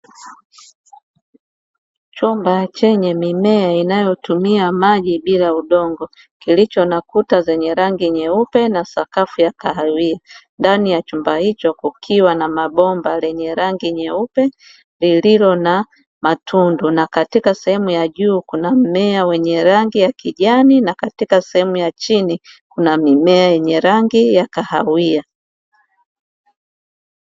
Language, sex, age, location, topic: Swahili, female, 36-49, Dar es Salaam, agriculture